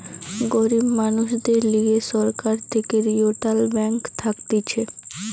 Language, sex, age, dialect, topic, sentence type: Bengali, female, 18-24, Western, banking, statement